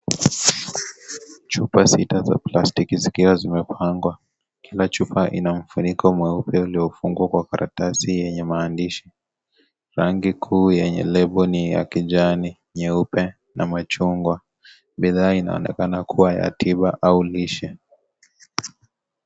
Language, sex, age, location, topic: Swahili, male, 25-35, Kisii, health